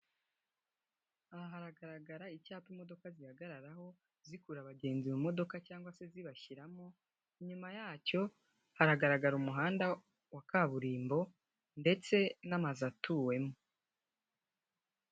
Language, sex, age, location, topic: Kinyarwanda, female, 18-24, Nyagatare, government